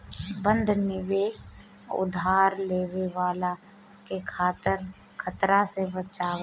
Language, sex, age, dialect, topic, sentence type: Bhojpuri, female, 25-30, Northern, banking, statement